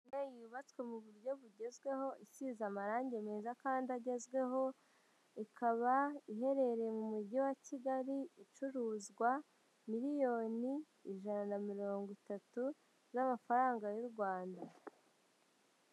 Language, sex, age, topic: Kinyarwanda, male, 18-24, finance